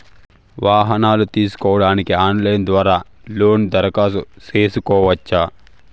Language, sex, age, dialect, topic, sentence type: Telugu, male, 18-24, Southern, banking, question